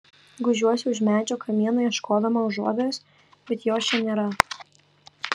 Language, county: Lithuanian, Kaunas